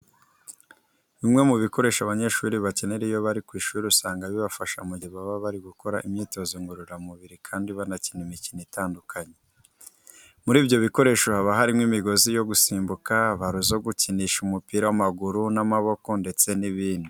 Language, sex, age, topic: Kinyarwanda, male, 25-35, education